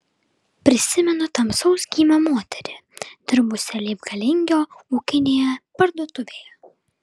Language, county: Lithuanian, Vilnius